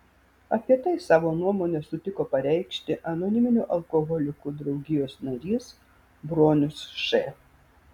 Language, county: Lithuanian, Vilnius